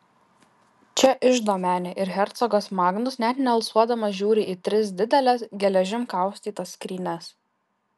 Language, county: Lithuanian, Kaunas